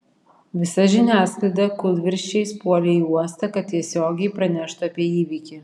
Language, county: Lithuanian, Vilnius